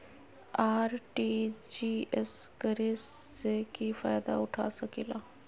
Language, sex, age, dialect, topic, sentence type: Magahi, female, 25-30, Western, banking, question